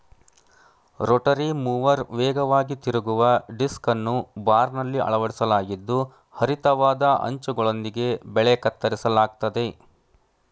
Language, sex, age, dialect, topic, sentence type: Kannada, male, 31-35, Mysore Kannada, agriculture, statement